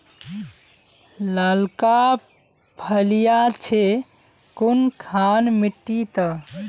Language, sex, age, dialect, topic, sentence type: Magahi, male, 18-24, Northeastern/Surjapuri, agriculture, question